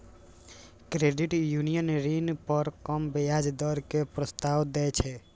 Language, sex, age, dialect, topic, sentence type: Maithili, male, 18-24, Eastern / Thethi, banking, statement